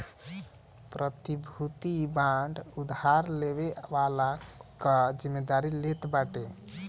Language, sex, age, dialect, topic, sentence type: Bhojpuri, male, 18-24, Northern, banking, statement